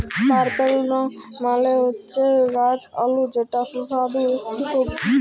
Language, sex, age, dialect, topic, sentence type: Bengali, female, 18-24, Jharkhandi, agriculture, statement